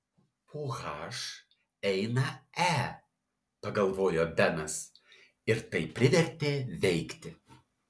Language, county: Lithuanian, Alytus